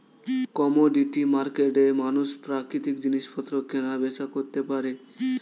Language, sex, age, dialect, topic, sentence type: Bengali, male, 18-24, Standard Colloquial, banking, statement